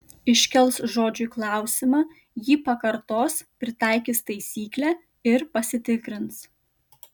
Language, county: Lithuanian, Kaunas